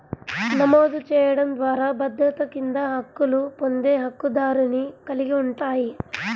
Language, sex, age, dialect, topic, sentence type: Telugu, female, 46-50, Central/Coastal, banking, statement